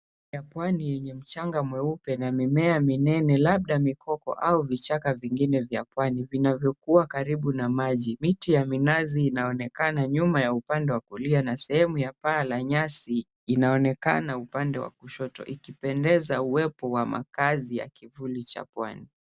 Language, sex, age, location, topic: Swahili, male, 25-35, Mombasa, agriculture